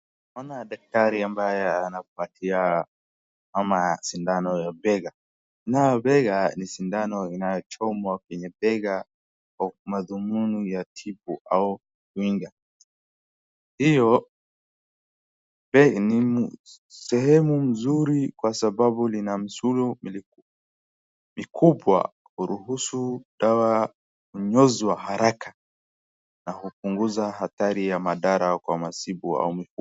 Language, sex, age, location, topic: Swahili, male, 18-24, Wajir, health